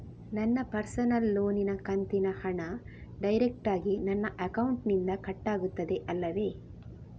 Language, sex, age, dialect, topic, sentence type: Kannada, female, 18-24, Coastal/Dakshin, banking, question